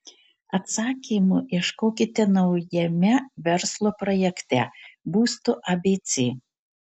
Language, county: Lithuanian, Marijampolė